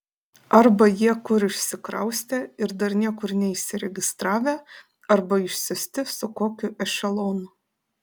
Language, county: Lithuanian, Panevėžys